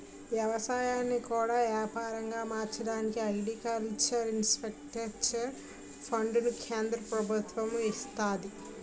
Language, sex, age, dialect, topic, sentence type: Telugu, female, 18-24, Utterandhra, agriculture, statement